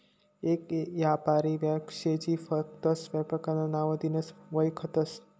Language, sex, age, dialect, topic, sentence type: Marathi, male, 18-24, Northern Konkan, banking, statement